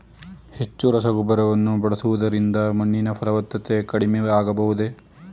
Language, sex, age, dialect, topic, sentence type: Kannada, male, 18-24, Mysore Kannada, agriculture, question